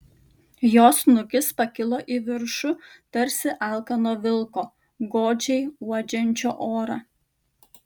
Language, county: Lithuanian, Kaunas